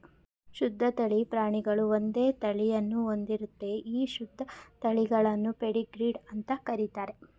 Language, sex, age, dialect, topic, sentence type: Kannada, female, 31-35, Mysore Kannada, agriculture, statement